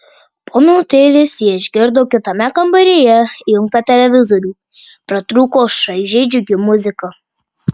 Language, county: Lithuanian, Marijampolė